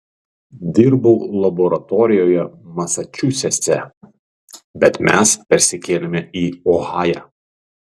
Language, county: Lithuanian, Panevėžys